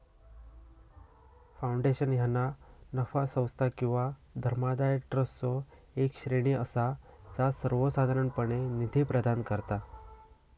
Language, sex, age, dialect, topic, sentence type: Marathi, male, 18-24, Southern Konkan, banking, statement